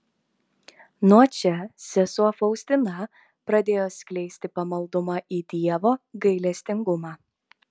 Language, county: Lithuanian, Telšiai